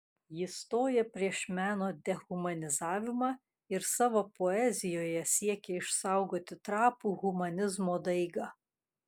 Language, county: Lithuanian, Kaunas